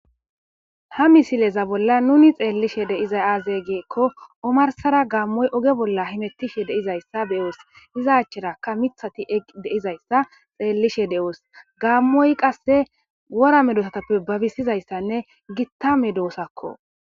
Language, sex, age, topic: Gamo, female, 18-24, agriculture